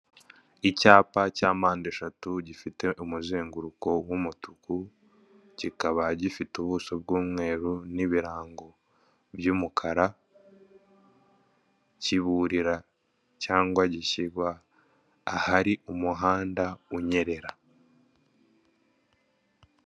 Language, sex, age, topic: Kinyarwanda, male, 25-35, government